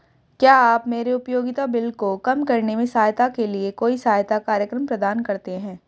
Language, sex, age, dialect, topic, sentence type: Hindi, female, 31-35, Hindustani Malvi Khadi Boli, banking, question